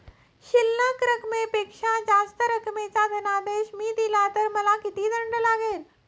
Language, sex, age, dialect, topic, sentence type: Marathi, female, 36-40, Standard Marathi, banking, question